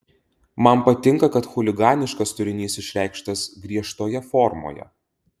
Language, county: Lithuanian, Utena